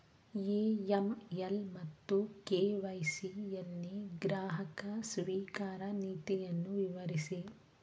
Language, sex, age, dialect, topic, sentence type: Kannada, female, 31-35, Mysore Kannada, banking, question